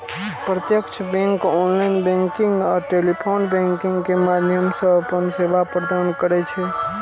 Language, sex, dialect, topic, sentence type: Maithili, male, Eastern / Thethi, banking, statement